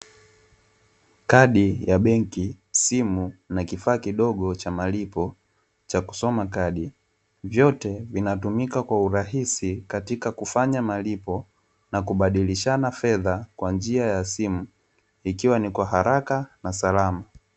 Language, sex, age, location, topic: Swahili, male, 18-24, Dar es Salaam, finance